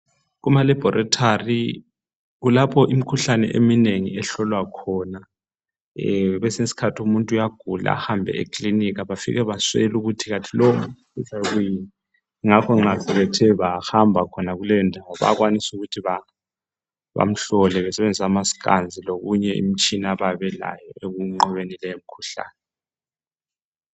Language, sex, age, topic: North Ndebele, male, 36-49, health